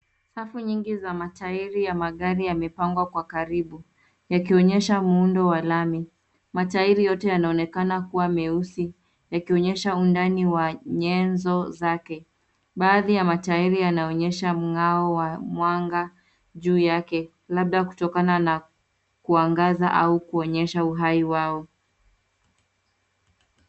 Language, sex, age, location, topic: Swahili, female, 25-35, Nairobi, finance